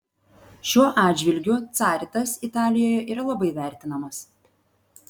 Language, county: Lithuanian, Vilnius